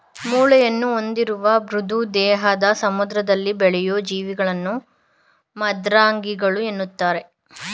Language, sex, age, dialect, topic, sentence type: Kannada, male, 25-30, Mysore Kannada, agriculture, statement